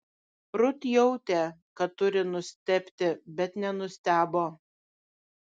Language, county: Lithuanian, Šiauliai